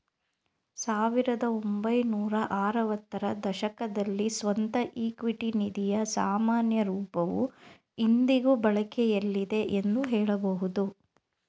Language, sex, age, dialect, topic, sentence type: Kannada, female, 36-40, Mysore Kannada, banking, statement